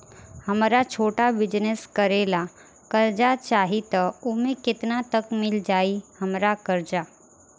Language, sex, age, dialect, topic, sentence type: Bhojpuri, female, 18-24, Southern / Standard, banking, question